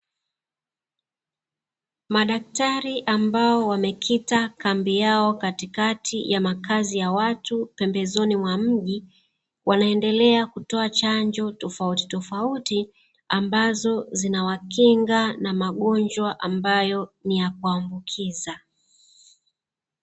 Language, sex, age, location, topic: Swahili, female, 36-49, Dar es Salaam, health